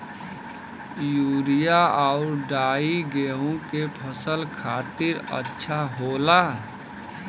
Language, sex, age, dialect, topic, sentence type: Bhojpuri, male, 31-35, Western, agriculture, statement